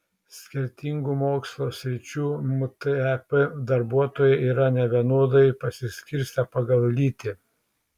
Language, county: Lithuanian, Šiauliai